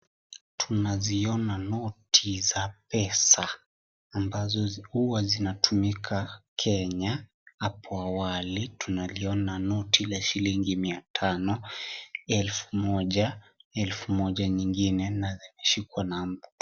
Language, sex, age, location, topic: Swahili, male, 18-24, Kisii, finance